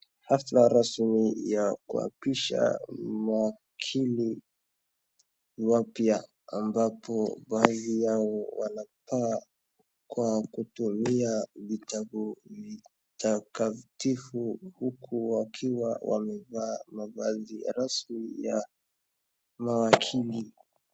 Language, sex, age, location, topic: Swahili, male, 18-24, Wajir, government